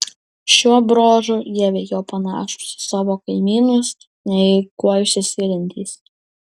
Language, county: Lithuanian, Kaunas